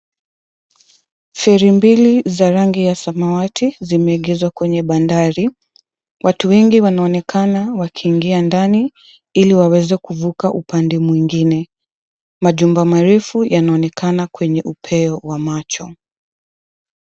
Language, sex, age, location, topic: Swahili, female, 25-35, Mombasa, government